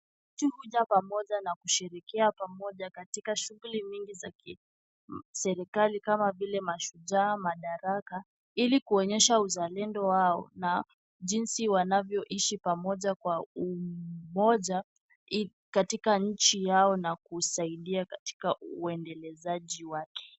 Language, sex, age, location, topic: Swahili, female, 18-24, Kisumu, government